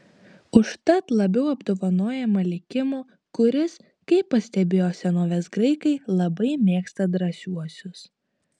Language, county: Lithuanian, Utena